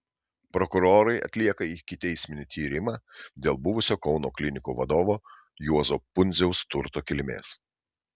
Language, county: Lithuanian, Šiauliai